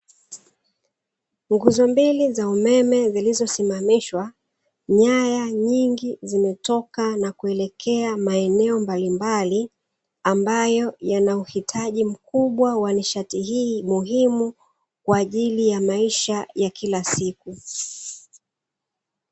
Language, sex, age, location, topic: Swahili, female, 36-49, Dar es Salaam, government